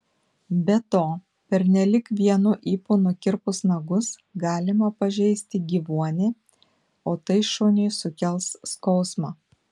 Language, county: Lithuanian, Panevėžys